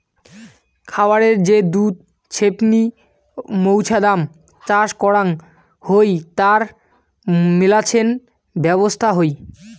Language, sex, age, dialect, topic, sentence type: Bengali, male, 18-24, Rajbangshi, agriculture, statement